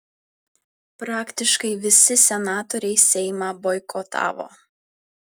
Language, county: Lithuanian, Vilnius